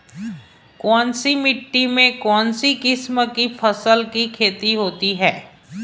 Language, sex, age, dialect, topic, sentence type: Hindi, female, 51-55, Marwari Dhudhari, agriculture, question